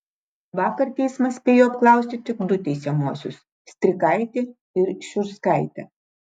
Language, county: Lithuanian, Klaipėda